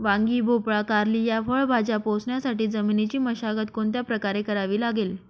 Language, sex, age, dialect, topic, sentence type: Marathi, female, 31-35, Northern Konkan, agriculture, question